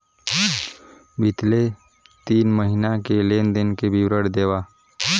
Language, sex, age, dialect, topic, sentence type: Chhattisgarhi, male, 31-35, Northern/Bhandar, banking, question